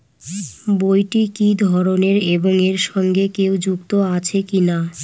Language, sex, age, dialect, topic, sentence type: Bengali, female, 25-30, Northern/Varendri, banking, question